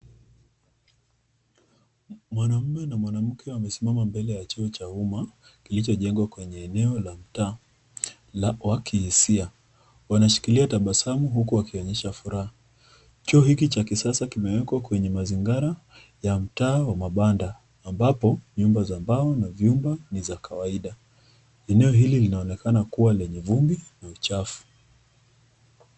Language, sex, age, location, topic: Swahili, female, 25-35, Nakuru, health